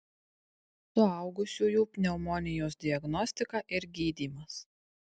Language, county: Lithuanian, Tauragė